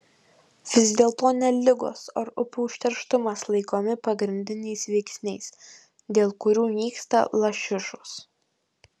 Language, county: Lithuanian, Kaunas